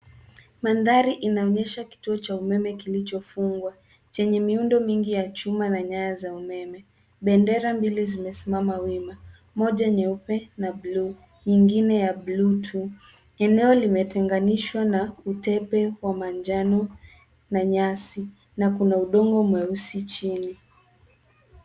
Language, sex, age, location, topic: Swahili, female, 36-49, Nairobi, government